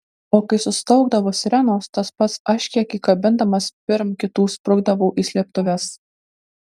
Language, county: Lithuanian, Kaunas